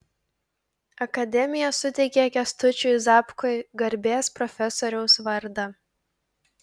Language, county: Lithuanian, Klaipėda